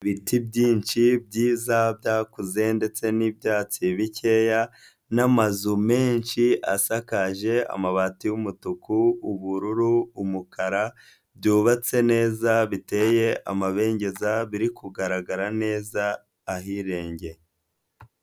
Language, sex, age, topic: Kinyarwanda, male, 25-35, agriculture